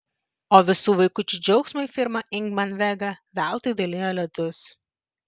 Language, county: Lithuanian, Vilnius